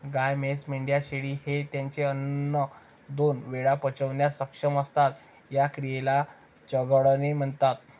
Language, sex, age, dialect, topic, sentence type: Marathi, male, 25-30, Varhadi, agriculture, statement